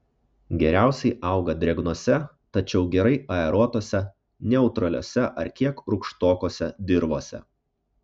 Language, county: Lithuanian, Kaunas